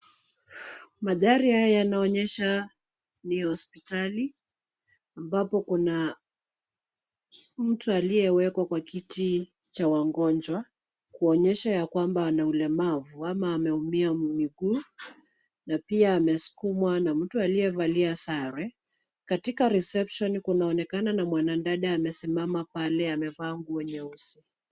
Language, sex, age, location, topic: Swahili, female, 25-35, Nairobi, health